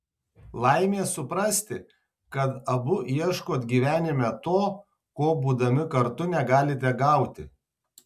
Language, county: Lithuanian, Tauragė